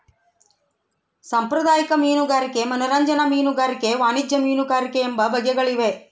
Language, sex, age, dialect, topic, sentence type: Kannada, female, 41-45, Central, agriculture, statement